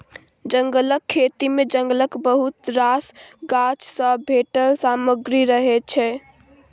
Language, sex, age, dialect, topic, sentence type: Maithili, female, 18-24, Bajjika, agriculture, statement